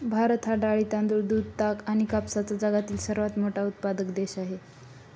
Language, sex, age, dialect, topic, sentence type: Marathi, female, 25-30, Northern Konkan, agriculture, statement